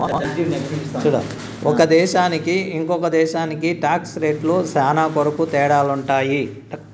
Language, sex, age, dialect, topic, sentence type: Telugu, male, 46-50, Southern, banking, statement